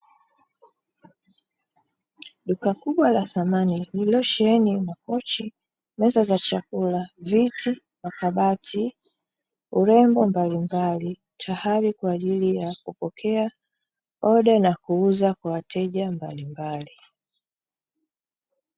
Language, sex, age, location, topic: Swahili, female, 36-49, Dar es Salaam, finance